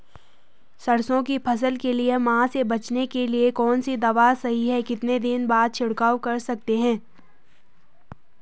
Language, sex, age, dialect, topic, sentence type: Hindi, female, 18-24, Garhwali, agriculture, question